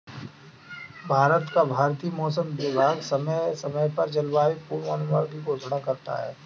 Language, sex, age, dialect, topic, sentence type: Hindi, male, 25-30, Kanauji Braj Bhasha, agriculture, statement